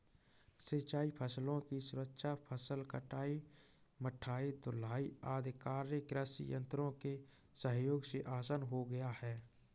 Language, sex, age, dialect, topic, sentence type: Hindi, male, 36-40, Kanauji Braj Bhasha, agriculture, statement